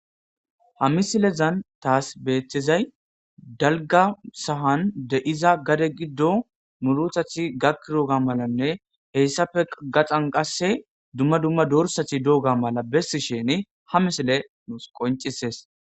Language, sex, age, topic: Gamo, male, 18-24, agriculture